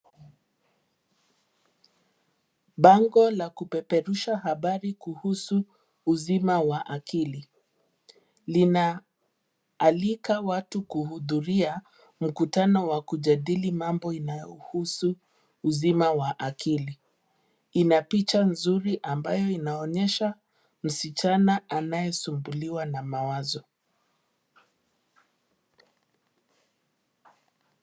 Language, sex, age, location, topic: Swahili, female, 50+, Nairobi, health